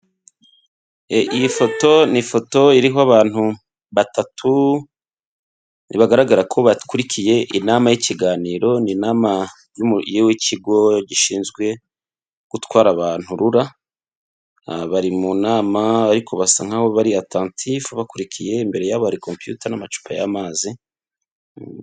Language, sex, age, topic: Kinyarwanda, male, 25-35, government